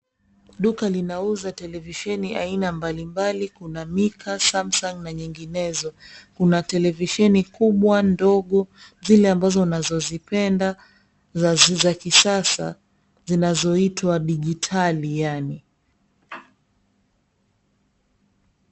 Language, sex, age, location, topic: Swahili, female, 25-35, Mombasa, government